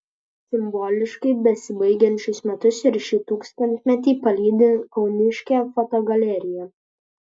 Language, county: Lithuanian, Kaunas